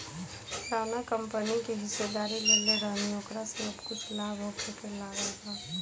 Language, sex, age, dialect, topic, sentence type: Bhojpuri, female, 18-24, Southern / Standard, banking, statement